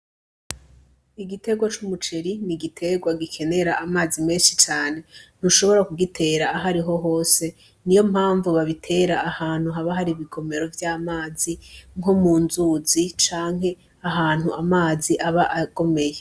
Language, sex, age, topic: Rundi, female, 25-35, agriculture